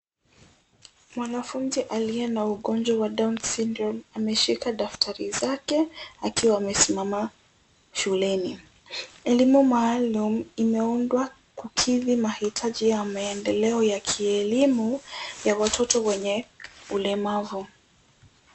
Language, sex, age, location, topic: Swahili, female, 18-24, Nairobi, education